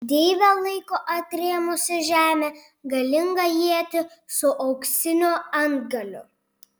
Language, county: Lithuanian, Panevėžys